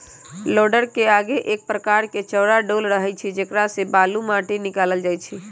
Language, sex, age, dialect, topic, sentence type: Magahi, male, 18-24, Western, agriculture, statement